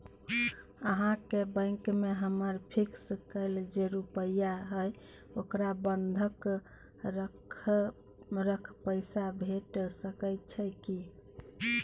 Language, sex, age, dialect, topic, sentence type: Maithili, female, 41-45, Bajjika, banking, question